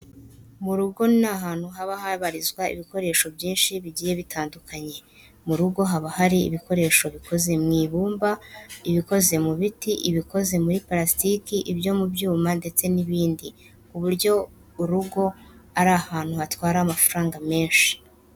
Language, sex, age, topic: Kinyarwanda, male, 18-24, education